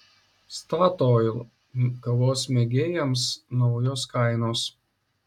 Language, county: Lithuanian, Šiauliai